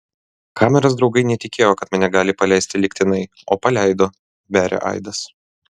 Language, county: Lithuanian, Vilnius